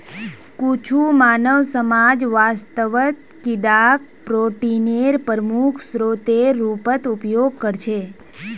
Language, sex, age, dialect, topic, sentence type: Magahi, female, 25-30, Northeastern/Surjapuri, agriculture, statement